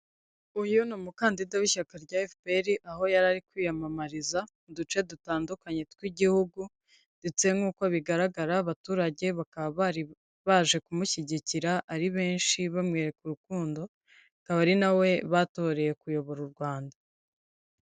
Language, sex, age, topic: Kinyarwanda, female, 25-35, government